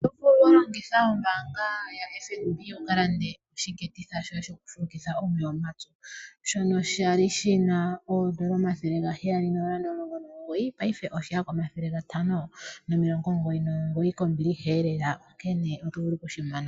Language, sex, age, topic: Oshiwambo, female, 18-24, finance